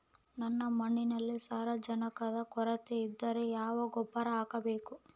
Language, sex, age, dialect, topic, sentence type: Kannada, female, 25-30, Central, agriculture, question